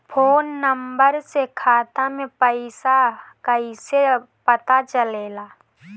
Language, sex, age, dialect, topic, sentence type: Bhojpuri, female, 18-24, Northern, banking, question